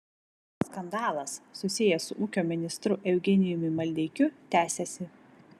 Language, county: Lithuanian, Vilnius